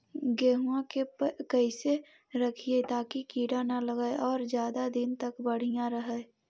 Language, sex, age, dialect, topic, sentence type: Magahi, female, 18-24, Central/Standard, agriculture, question